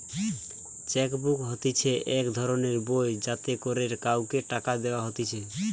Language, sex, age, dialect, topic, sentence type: Bengali, male, 18-24, Western, banking, statement